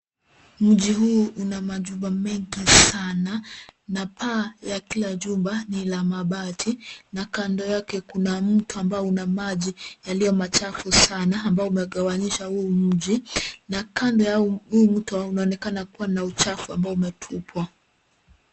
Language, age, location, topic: Swahili, 25-35, Nairobi, government